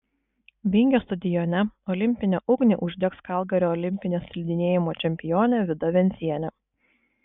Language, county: Lithuanian, Kaunas